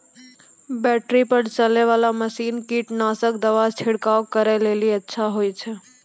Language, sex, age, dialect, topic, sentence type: Maithili, female, 18-24, Angika, agriculture, question